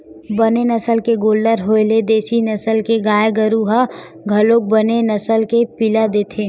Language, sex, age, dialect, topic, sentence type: Chhattisgarhi, female, 18-24, Western/Budati/Khatahi, agriculture, statement